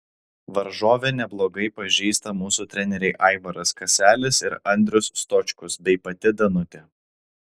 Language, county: Lithuanian, Alytus